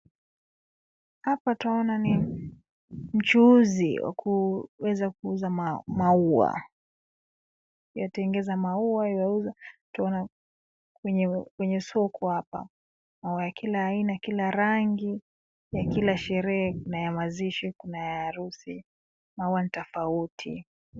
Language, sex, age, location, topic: Swahili, female, 25-35, Nairobi, finance